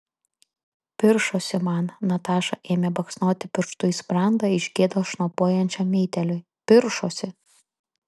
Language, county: Lithuanian, Kaunas